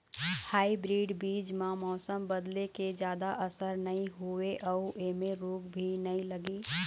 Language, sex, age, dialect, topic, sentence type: Chhattisgarhi, female, 25-30, Eastern, agriculture, statement